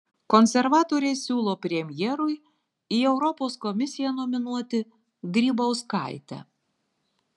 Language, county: Lithuanian, Marijampolė